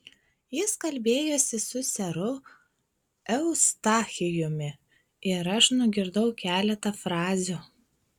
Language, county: Lithuanian, Klaipėda